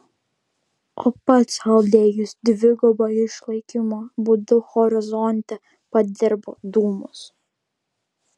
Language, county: Lithuanian, Vilnius